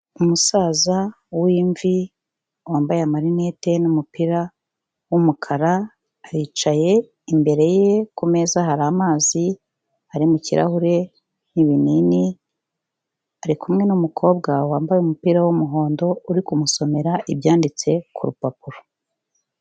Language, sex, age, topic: Kinyarwanda, female, 36-49, health